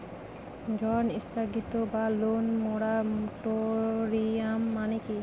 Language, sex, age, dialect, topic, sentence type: Bengali, female, 25-30, Northern/Varendri, banking, question